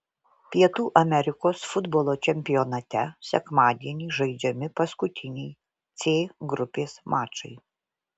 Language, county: Lithuanian, Vilnius